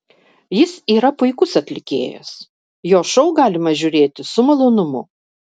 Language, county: Lithuanian, Vilnius